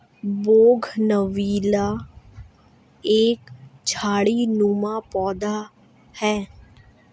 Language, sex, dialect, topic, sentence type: Hindi, female, Marwari Dhudhari, agriculture, statement